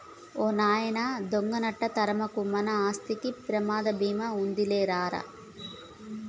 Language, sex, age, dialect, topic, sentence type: Telugu, female, 18-24, Telangana, banking, statement